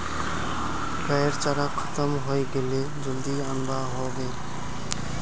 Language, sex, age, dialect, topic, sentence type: Magahi, male, 25-30, Northeastern/Surjapuri, agriculture, statement